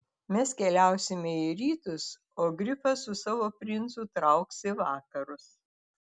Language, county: Lithuanian, Telšiai